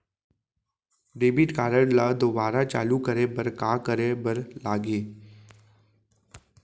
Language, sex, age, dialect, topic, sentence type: Chhattisgarhi, male, 25-30, Central, banking, question